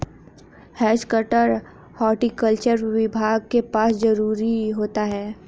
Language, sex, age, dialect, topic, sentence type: Hindi, female, 31-35, Hindustani Malvi Khadi Boli, agriculture, statement